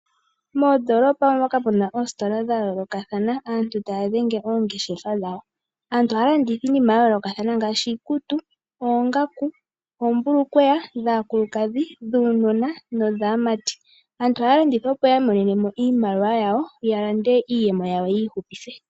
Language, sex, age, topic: Oshiwambo, female, 18-24, finance